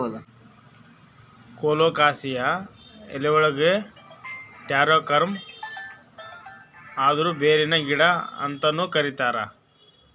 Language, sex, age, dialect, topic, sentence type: Kannada, male, 25-30, Northeastern, agriculture, statement